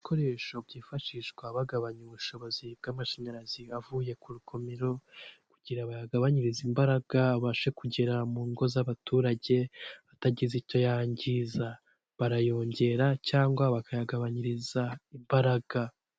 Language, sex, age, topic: Kinyarwanda, male, 18-24, government